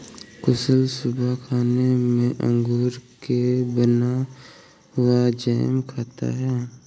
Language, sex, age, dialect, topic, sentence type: Hindi, male, 18-24, Awadhi Bundeli, agriculture, statement